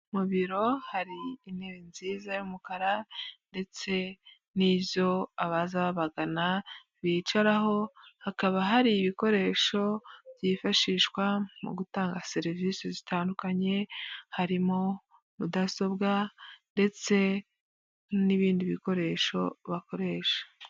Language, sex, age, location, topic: Kinyarwanda, female, 25-35, Huye, health